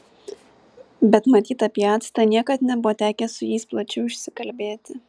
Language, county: Lithuanian, Vilnius